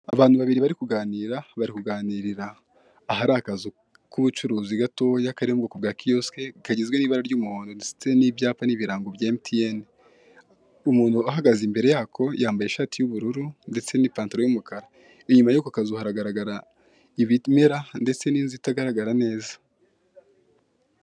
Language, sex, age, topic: Kinyarwanda, male, 25-35, finance